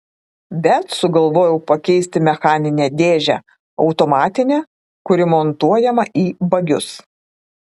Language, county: Lithuanian, Klaipėda